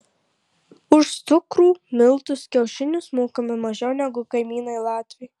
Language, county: Lithuanian, Marijampolė